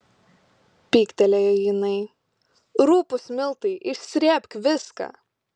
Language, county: Lithuanian, Klaipėda